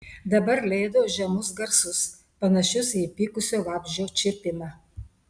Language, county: Lithuanian, Telšiai